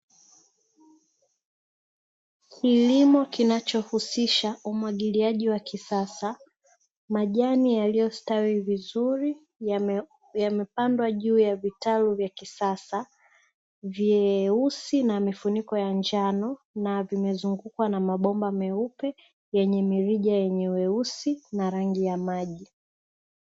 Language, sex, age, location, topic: Swahili, female, 18-24, Dar es Salaam, agriculture